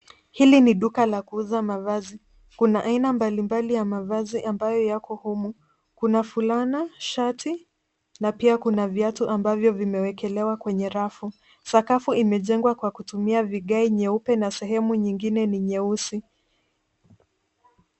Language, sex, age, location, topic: Swahili, female, 50+, Nairobi, finance